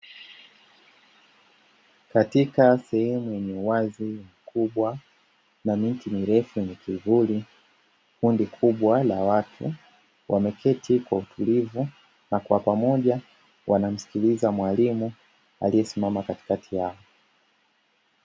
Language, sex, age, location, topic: Swahili, male, 25-35, Dar es Salaam, education